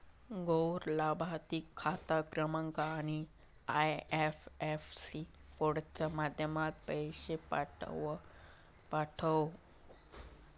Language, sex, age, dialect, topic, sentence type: Marathi, male, 18-24, Southern Konkan, banking, statement